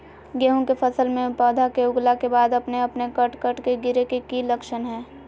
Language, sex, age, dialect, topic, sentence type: Magahi, female, 18-24, Southern, agriculture, question